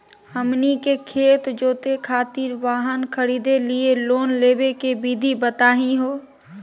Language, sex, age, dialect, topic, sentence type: Magahi, female, 18-24, Southern, banking, question